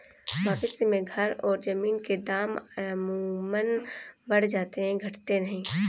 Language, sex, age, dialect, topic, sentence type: Hindi, female, 18-24, Kanauji Braj Bhasha, banking, statement